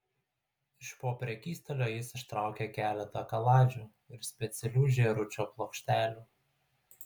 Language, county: Lithuanian, Utena